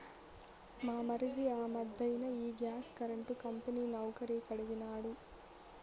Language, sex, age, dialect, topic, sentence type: Telugu, female, 18-24, Southern, agriculture, statement